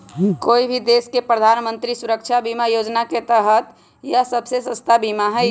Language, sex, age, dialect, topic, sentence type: Magahi, female, 25-30, Western, banking, statement